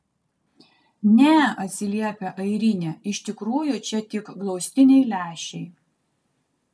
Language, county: Lithuanian, Kaunas